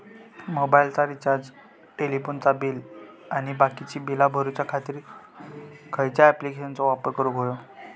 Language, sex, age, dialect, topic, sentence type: Marathi, male, 18-24, Southern Konkan, banking, question